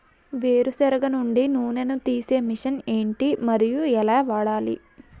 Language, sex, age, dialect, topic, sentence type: Telugu, female, 18-24, Utterandhra, agriculture, question